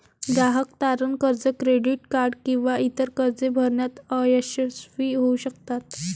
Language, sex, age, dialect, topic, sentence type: Marathi, female, 18-24, Varhadi, banking, statement